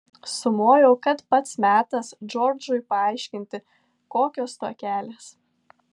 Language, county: Lithuanian, Tauragė